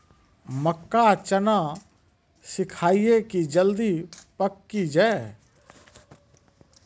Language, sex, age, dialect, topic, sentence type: Maithili, male, 36-40, Angika, agriculture, question